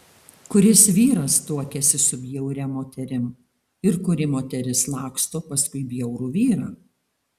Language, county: Lithuanian, Alytus